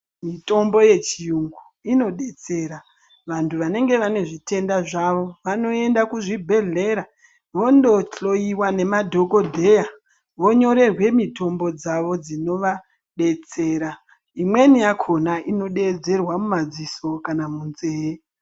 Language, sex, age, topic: Ndau, female, 36-49, health